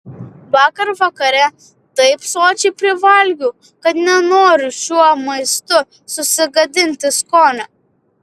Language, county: Lithuanian, Vilnius